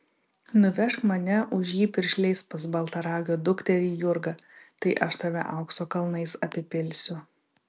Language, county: Lithuanian, Vilnius